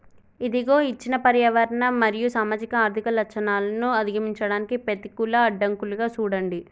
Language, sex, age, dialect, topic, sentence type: Telugu, male, 36-40, Telangana, agriculture, statement